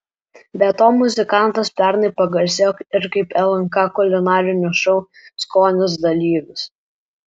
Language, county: Lithuanian, Alytus